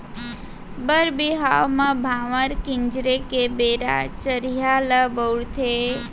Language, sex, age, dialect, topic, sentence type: Chhattisgarhi, female, 18-24, Central, agriculture, statement